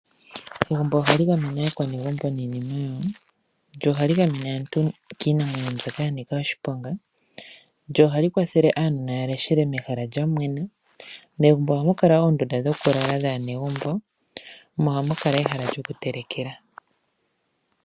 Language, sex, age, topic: Oshiwambo, female, 25-35, agriculture